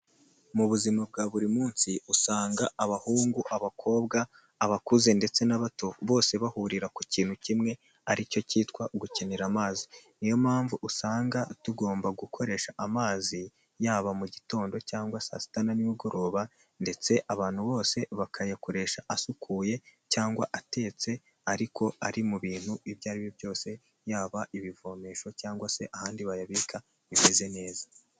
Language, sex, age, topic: Kinyarwanda, male, 18-24, health